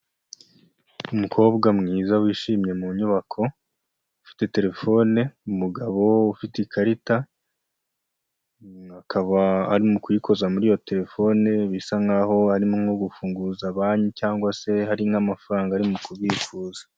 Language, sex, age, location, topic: Kinyarwanda, male, 25-35, Huye, finance